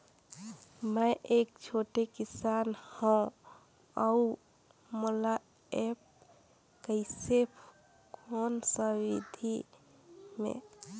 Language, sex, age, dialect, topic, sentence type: Chhattisgarhi, female, 18-24, Northern/Bhandar, agriculture, question